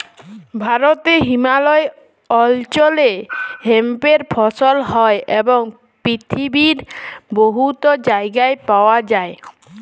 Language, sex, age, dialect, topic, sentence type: Bengali, female, 18-24, Jharkhandi, agriculture, statement